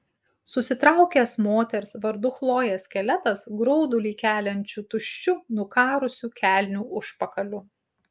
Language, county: Lithuanian, Utena